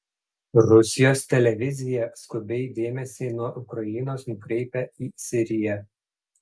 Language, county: Lithuanian, Panevėžys